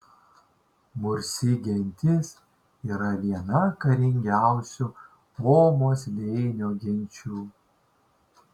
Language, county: Lithuanian, Šiauliai